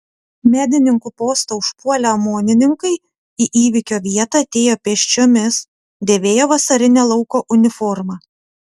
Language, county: Lithuanian, Utena